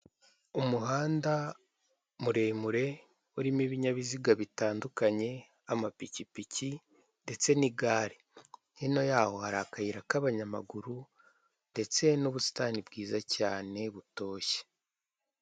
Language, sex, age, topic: Kinyarwanda, male, 18-24, government